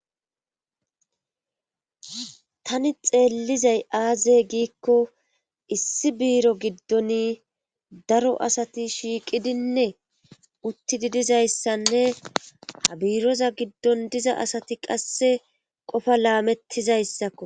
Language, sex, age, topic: Gamo, female, 25-35, government